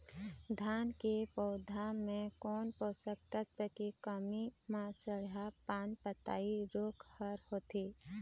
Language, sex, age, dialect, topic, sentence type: Chhattisgarhi, female, 25-30, Eastern, agriculture, question